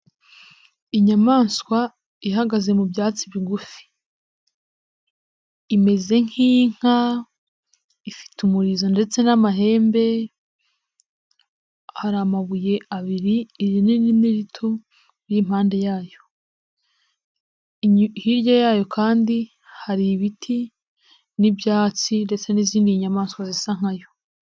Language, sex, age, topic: Kinyarwanda, female, 18-24, agriculture